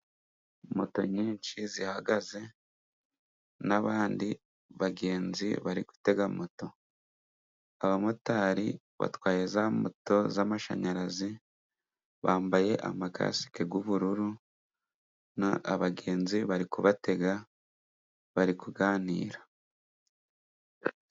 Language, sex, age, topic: Kinyarwanda, male, 25-35, government